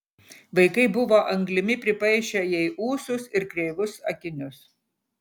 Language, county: Lithuanian, Utena